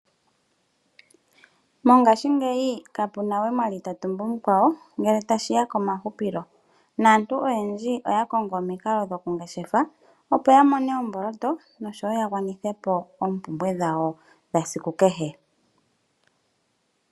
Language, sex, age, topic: Oshiwambo, female, 25-35, finance